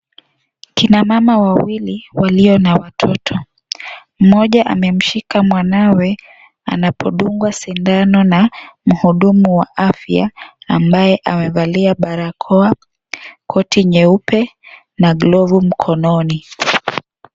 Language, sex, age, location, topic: Swahili, female, 25-35, Kisii, health